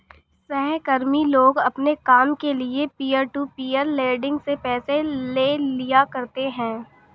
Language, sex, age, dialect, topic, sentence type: Hindi, female, 25-30, Awadhi Bundeli, banking, statement